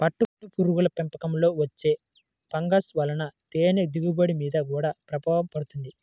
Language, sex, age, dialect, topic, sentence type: Telugu, male, 56-60, Central/Coastal, agriculture, statement